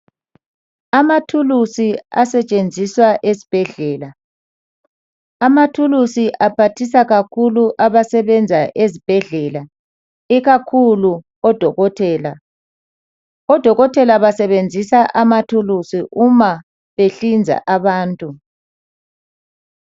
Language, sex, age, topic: North Ndebele, male, 36-49, health